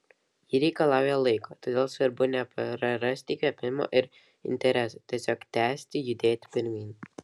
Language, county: Lithuanian, Vilnius